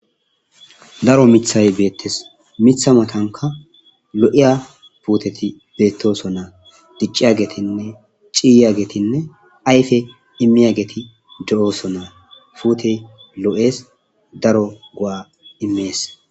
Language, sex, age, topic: Gamo, male, 25-35, agriculture